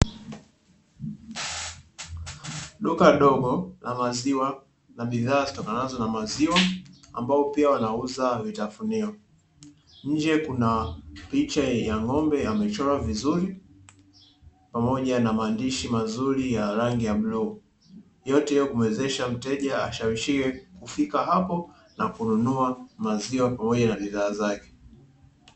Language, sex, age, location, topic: Swahili, male, 18-24, Dar es Salaam, finance